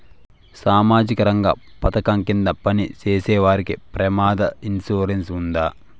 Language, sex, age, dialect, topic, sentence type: Telugu, male, 18-24, Southern, banking, question